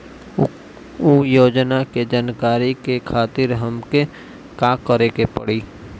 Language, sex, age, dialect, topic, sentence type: Bhojpuri, male, 60-100, Northern, banking, question